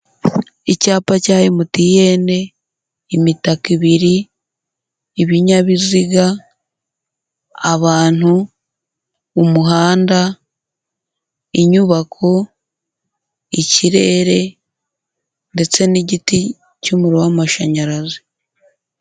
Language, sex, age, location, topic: Kinyarwanda, female, 18-24, Huye, government